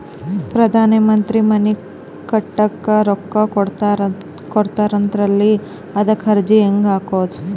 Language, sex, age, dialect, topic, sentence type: Kannada, female, 18-24, Northeastern, banking, question